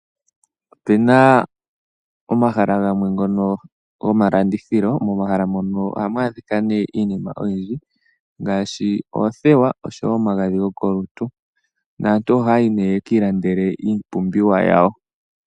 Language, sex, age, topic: Oshiwambo, female, 18-24, finance